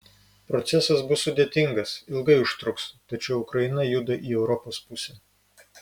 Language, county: Lithuanian, Vilnius